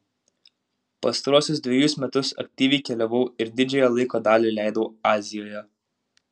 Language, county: Lithuanian, Utena